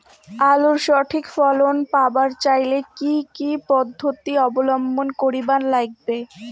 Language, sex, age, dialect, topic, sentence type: Bengali, female, 60-100, Rajbangshi, agriculture, question